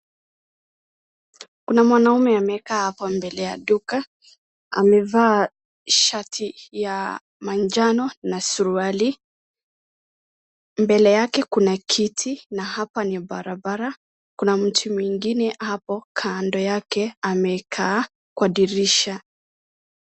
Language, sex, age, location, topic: Swahili, male, 18-24, Wajir, finance